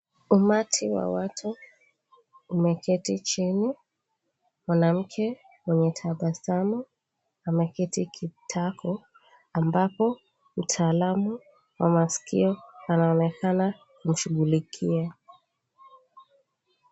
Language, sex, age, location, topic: Swahili, female, 25-35, Mombasa, health